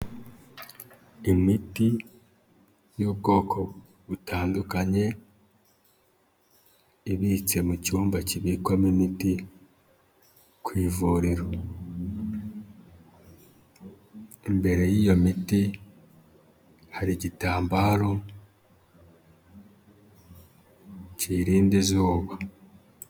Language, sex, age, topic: Kinyarwanda, male, 25-35, health